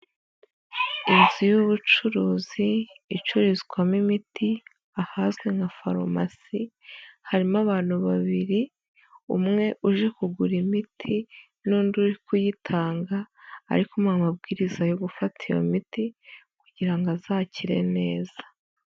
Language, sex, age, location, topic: Kinyarwanda, female, 25-35, Nyagatare, health